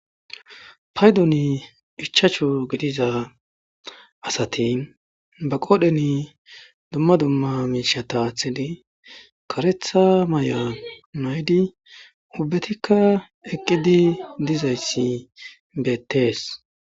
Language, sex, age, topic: Gamo, male, 25-35, government